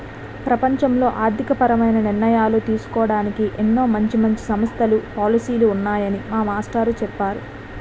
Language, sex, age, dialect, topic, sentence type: Telugu, female, 18-24, Utterandhra, banking, statement